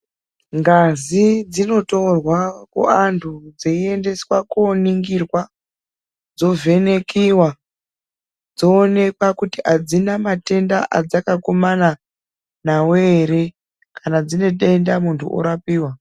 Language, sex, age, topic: Ndau, female, 36-49, health